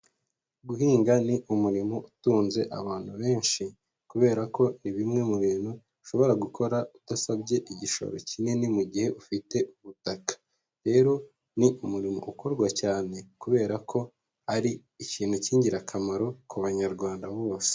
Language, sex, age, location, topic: Kinyarwanda, male, 25-35, Huye, agriculture